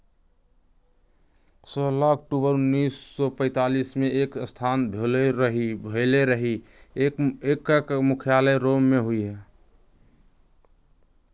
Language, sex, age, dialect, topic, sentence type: Magahi, male, 18-24, Western, agriculture, statement